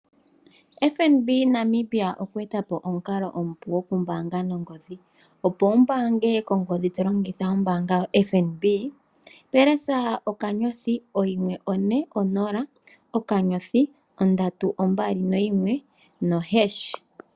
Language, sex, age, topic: Oshiwambo, female, 25-35, finance